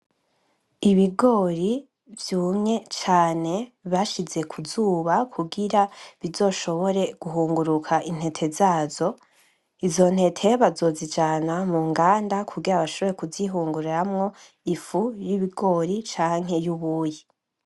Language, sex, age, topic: Rundi, female, 18-24, agriculture